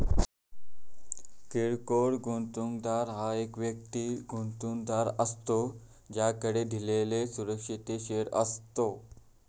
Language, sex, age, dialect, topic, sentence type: Marathi, male, 18-24, Southern Konkan, banking, statement